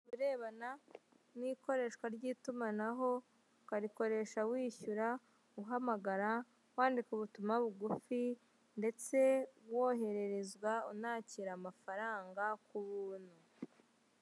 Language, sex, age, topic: Kinyarwanda, male, 18-24, finance